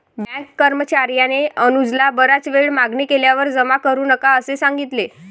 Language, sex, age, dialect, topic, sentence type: Marathi, female, 18-24, Varhadi, banking, statement